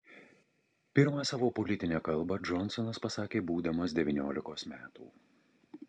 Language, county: Lithuanian, Utena